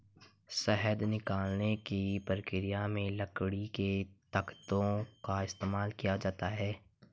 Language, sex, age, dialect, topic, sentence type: Hindi, male, 18-24, Marwari Dhudhari, agriculture, statement